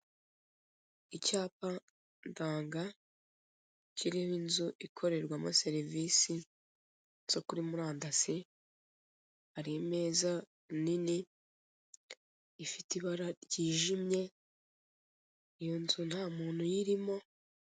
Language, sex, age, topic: Kinyarwanda, female, 25-35, finance